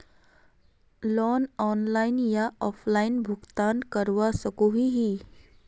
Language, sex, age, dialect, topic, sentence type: Magahi, female, 41-45, Northeastern/Surjapuri, banking, question